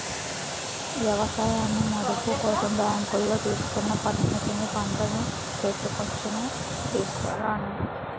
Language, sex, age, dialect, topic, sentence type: Telugu, female, 18-24, Utterandhra, banking, statement